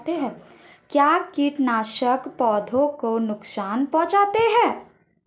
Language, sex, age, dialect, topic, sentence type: Hindi, female, 25-30, Marwari Dhudhari, agriculture, question